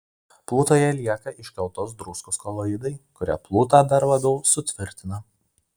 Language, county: Lithuanian, Vilnius